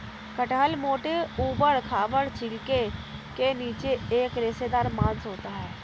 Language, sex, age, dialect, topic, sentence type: Hindi, female, 60-100, Kanauji Braj Bhasha, agriculture, statement